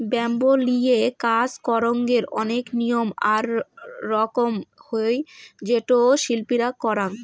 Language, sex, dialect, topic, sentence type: Bengali, female, Rajbangshi, agriculture, statement